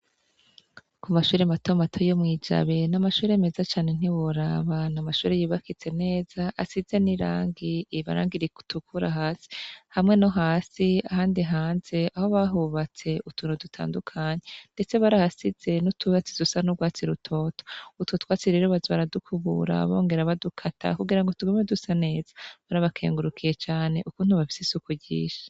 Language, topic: Rundi, education